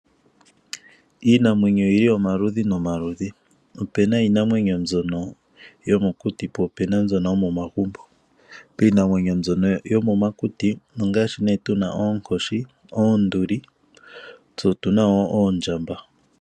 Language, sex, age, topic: Oshiwambo, male, 25-35, agriculture